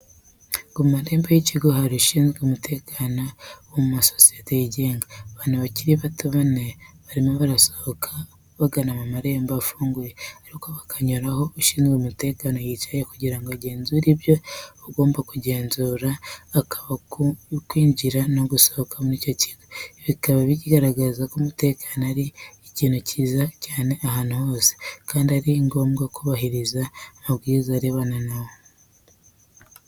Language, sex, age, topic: Kinyarwanda, female, 36-49, education